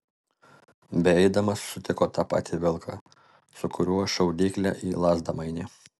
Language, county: Lithuanian, Alytus